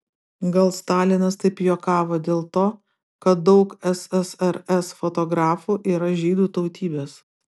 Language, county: Lithuanian, Utena